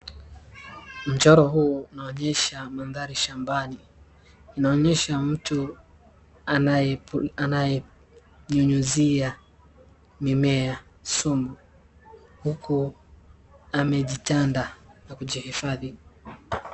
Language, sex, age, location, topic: Swahili, male, 18-24, Wajir, health